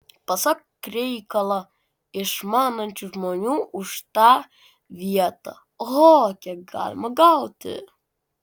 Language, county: Lithuanian, Klaipėda